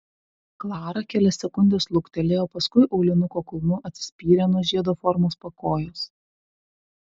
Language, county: Lithuanian, Vilnius